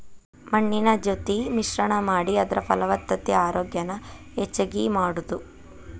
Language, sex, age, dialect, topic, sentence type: Kannada, female, 25-30, Dharwad Kannada, agriculture, statement